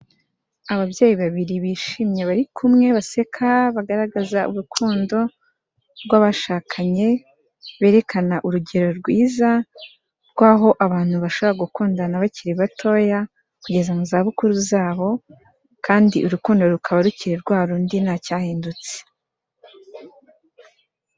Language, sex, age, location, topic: Kinyarwanda, female, 18-24, Kigali, health